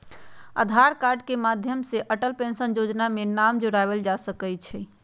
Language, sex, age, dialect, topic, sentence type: Magahi, female, 46-50, Western, banking, statement